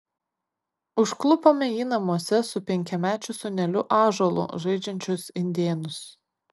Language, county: Lithuanian, Kaunas